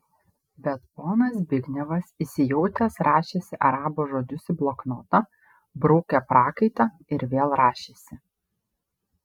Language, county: Lithuanian, Šiauliai